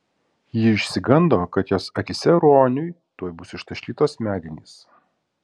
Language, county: Lithuanian, Kaunas